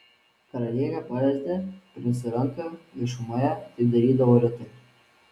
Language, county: Lithuanian, Vilnius